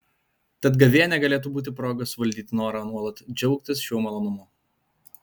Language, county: Lithuanian, Alytus